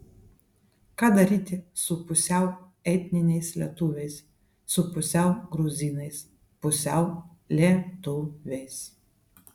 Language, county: Lithuanian, Vilnius